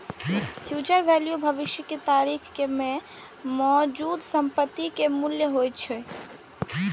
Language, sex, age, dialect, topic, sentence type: Maithili, male, 36-40, Eastern / Thethi, banking, statement